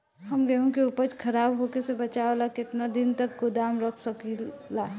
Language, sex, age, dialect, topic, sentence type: Bhojpuri, female, 18-24, Southern / Standard, agriculture, question